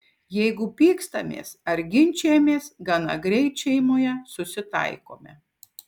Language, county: Lithuanian, Šiauliai